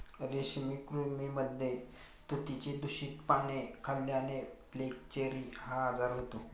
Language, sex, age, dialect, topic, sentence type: Marathi, male, 46-50, Standard Marathi, agriculture, statement